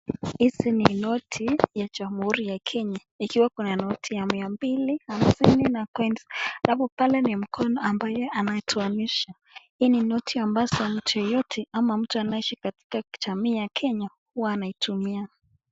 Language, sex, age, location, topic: Swahili, female, 25-35, Nakuru, finance